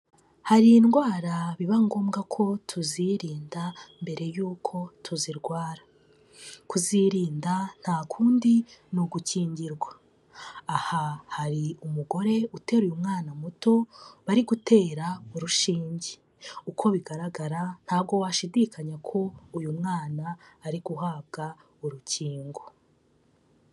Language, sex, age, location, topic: Kinyarwanda, female, 25-35, Kigali, health